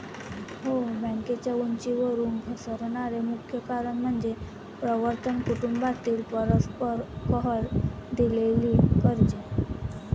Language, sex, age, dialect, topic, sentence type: Marathi, female, 18-24, Varhadi, banking, statement